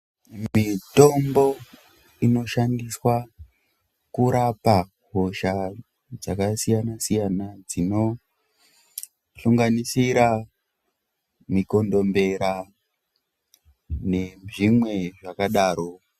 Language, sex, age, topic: Ndau, female, 18-24, health